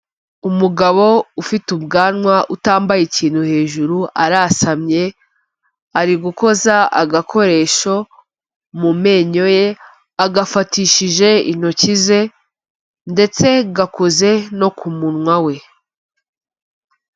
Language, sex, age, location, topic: Kinyarwanda, female, 25-35, Kigali, health